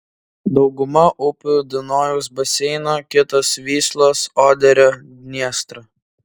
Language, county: Lithuanian, Vilnius